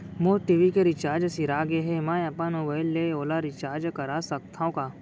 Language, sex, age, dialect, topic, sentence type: Chhattisgarhi, female, 18-24, Central, banking, question